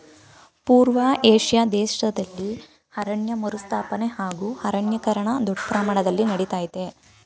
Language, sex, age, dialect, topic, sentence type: Kannada, female, 18-24, Mysore Kannada, agriculture, statement